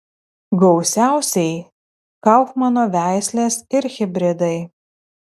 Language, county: Lithuanian, Telšiai